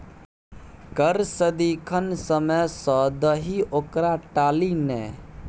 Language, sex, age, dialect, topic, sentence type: Maithili, male, 18-24, Bajjika, banking, statement